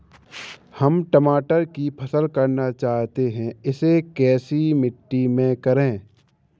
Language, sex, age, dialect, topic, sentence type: Hindi, male, 18-24, Awadhi Bundeli, agriculture, question